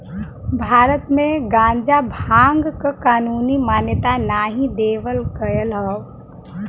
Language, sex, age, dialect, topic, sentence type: Bhojpuri, male, 18-24, Western, agriculture, statement